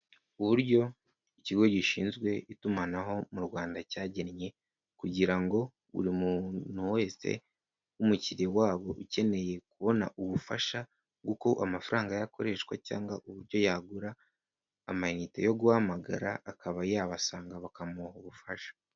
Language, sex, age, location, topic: Kinyarwanda, male, 18-24, Kigali, finance